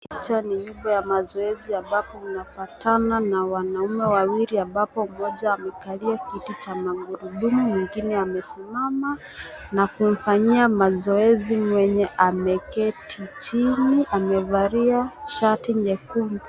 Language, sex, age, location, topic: Swahili, female, 25-35, Nakuru, education